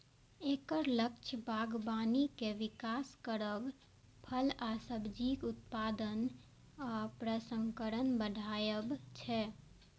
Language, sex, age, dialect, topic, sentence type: Maithili, female, 18-24, Eastern / Thethi, agriculture, statement